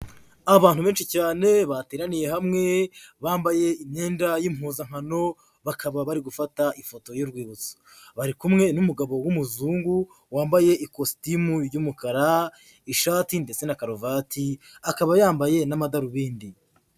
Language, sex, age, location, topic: Kinyarwanda, female, 18-24, Huye, health